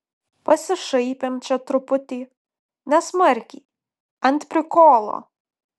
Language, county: Lithuanian, Panevėžys